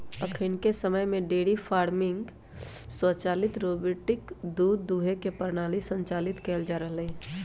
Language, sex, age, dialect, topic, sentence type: Magahi, male, 18-24, Western, agriculture, statement